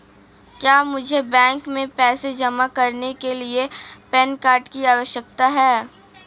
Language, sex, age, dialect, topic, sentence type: Hindi, female, 18-24, Marwari Dhudhari, banking, question